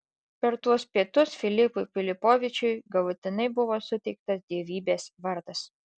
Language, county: Lithuanian, Alytus